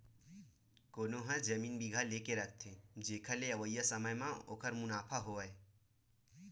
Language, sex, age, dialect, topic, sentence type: Chhattisgarhi, male, 18-24, Western/Budati/Khatahi, banking, statement